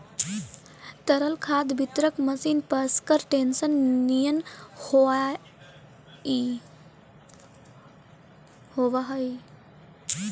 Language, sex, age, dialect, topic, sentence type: Magahi, female, 18-24, Central/Standard, banking, statement